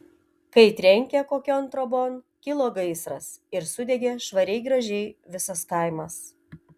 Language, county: Lithuanian, Telšiai